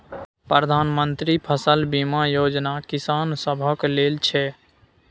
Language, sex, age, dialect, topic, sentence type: Maithili, male, 18-24, Bajjika, agriculture, statement